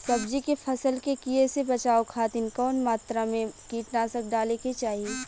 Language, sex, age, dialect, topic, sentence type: Bhojpuri, female, 18-24, Western, agriculture, question